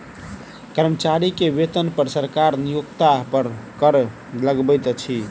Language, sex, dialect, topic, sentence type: Maithili, male, Southern/Standard, banking, statement